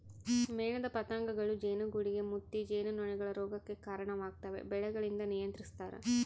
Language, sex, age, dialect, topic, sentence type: Kannada, female, 31-35, Central, agriculture, statement